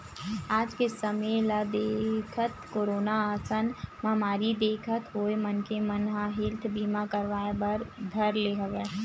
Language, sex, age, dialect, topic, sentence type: Chhattisgarhi, female, 18-24, Western/Budati/Khatahi, banking, statement